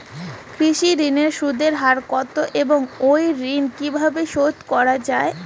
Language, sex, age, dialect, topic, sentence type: Bengali, female, 18-24, Rajbangshi, agriculture, question